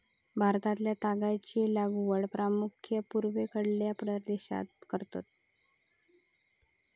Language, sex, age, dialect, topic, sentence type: Marathi, female, 18-24, Southern Konkan, agriculture, statement